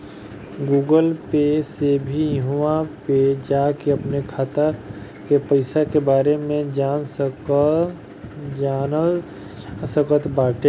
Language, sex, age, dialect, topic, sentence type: Bhojpuri, male, 25-30, Northern, banking, statement